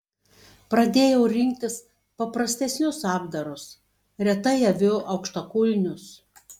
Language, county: Lithuanian, Tauragė